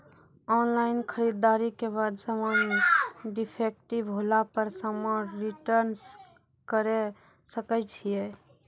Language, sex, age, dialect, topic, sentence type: Maithili, female, 18-24, Angika, agriculture, question